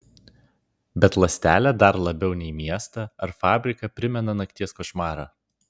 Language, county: Lithuanian, Vilnius